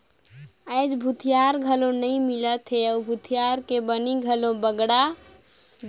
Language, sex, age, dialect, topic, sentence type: Chhattisgarhi, female, 46-50, Northern/Bhandar, agriculture, statement